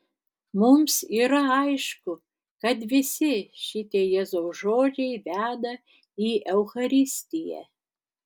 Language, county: Lithuanian, Tauragė